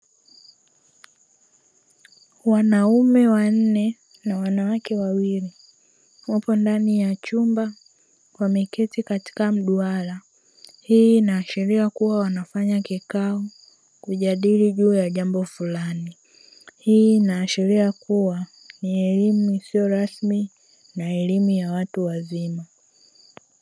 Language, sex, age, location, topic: Swahili, female, 25-35, Dar es Salaam, education